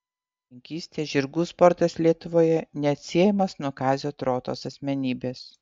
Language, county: Lithuanian, Utena